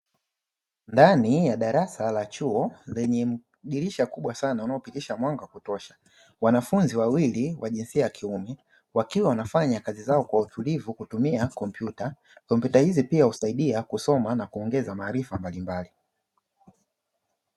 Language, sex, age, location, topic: Swahili, male, 25-35, Dar es Salaam, education